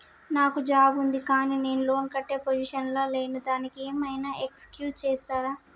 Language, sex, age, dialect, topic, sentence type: Telugu, male, 18-24, Telangana, banking, question